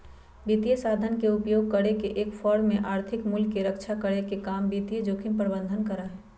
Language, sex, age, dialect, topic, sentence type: Magahi, female, 31-35, Western, banking, statement